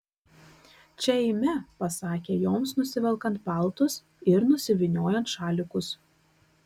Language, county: Lithuanian, Kaunas